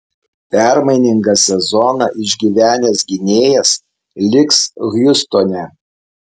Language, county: Lithuanian, Alytus